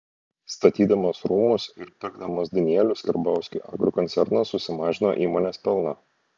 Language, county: Lithuanian, Šiauliai